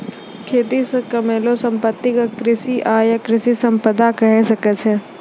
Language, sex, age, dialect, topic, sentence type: Maithili, female, 60-100, Angika, agriculture, statement